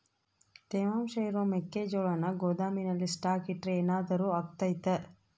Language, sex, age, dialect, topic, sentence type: Kannada, female, 31-35, Central, agriculture, question